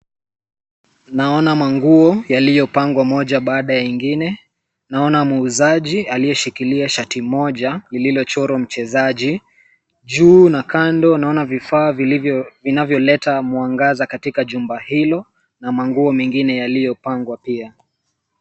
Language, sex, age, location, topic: Swahili, male, 18-24, Nairobi, finance